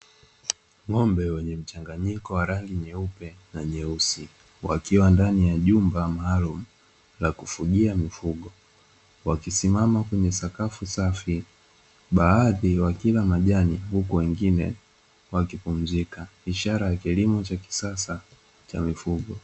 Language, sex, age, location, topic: Swahili, male, 18-24, Dar es Salaam, agriculture